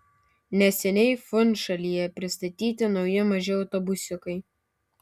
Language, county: Lithuanian, Kaunas